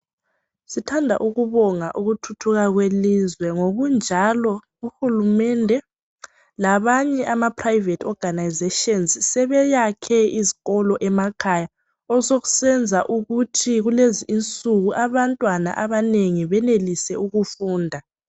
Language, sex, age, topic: North Ndebele, female, 18-24, education